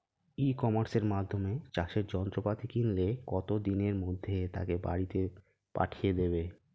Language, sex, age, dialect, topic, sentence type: Bengali, male, 36-40, Standard Colloquial, agriculture, question